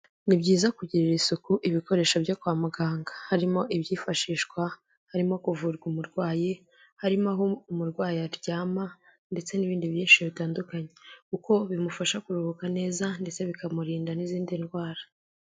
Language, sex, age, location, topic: Kinyarwanda, female, 18-24, Kigali, health